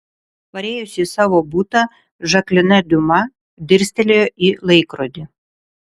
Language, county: Lithuanian, Vilnius